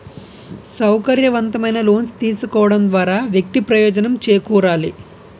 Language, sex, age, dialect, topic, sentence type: Telugu, male, 18-24, Utterandhra, banking, statement